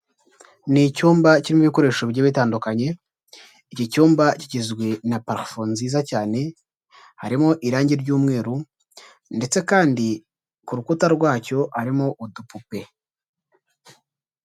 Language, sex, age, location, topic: Kinyarwanda, male, 18-24, Huye, health